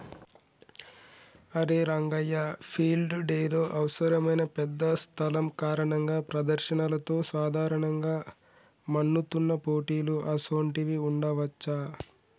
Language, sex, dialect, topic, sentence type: Telugu, male, Telangana, agriculture, statement